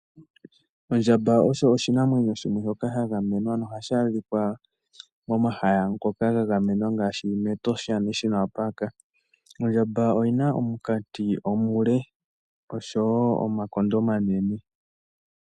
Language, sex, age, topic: Oshiwambo, male, 18-24, agriculture